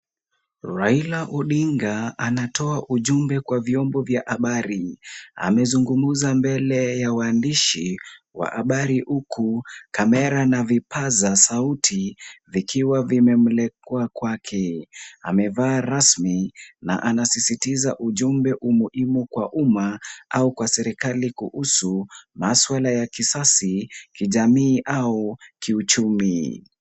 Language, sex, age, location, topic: Swahili, male, 18-24, Kisumu, government